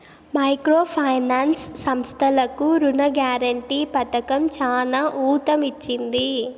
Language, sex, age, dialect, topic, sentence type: Telugu, female, 18-24, Southern, banking, statement